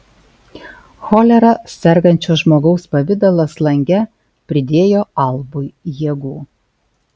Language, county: Lithuanian, Alytus